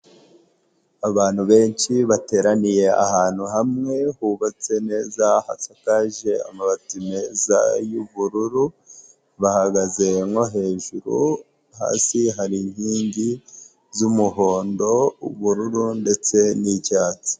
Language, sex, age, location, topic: Kinyarwanda, male, 25-35, Nyagatare, government